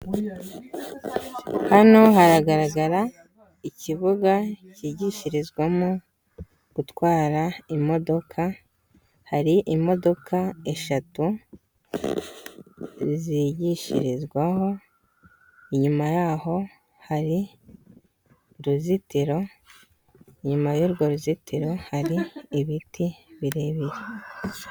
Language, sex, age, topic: Kinyarwanda, female, 18-24, government